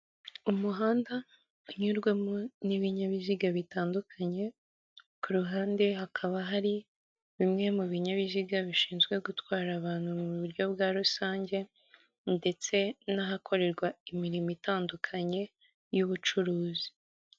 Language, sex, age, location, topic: Kinyarwanda, male, 50+, Kigali, government